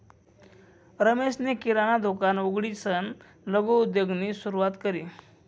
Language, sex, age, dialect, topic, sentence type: Marathi, male, 56-60, Northern Konkan, banking, statement